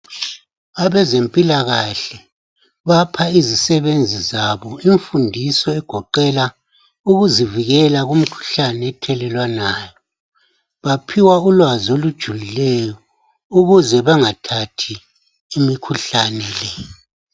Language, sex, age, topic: North Ndebele, male, 50+, health